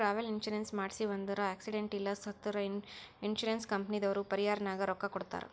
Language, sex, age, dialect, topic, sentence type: Kannada, female, 56-60, Northeastern, banking, statement